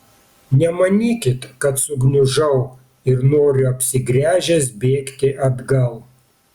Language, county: Lithuanian, Panevėžys